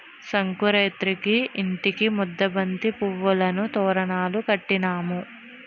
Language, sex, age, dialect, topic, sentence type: Telugu, female, 18-24, Utterandhra, agriculture, statement